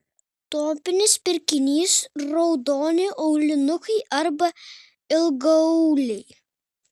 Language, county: Lithuanian, Kaunas